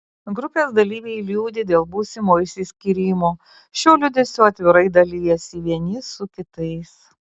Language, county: Lithuanian, Kaunas